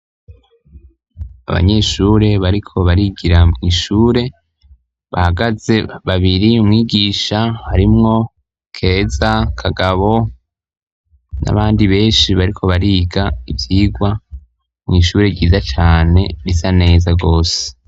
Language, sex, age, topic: Rundi, male, 25-35, education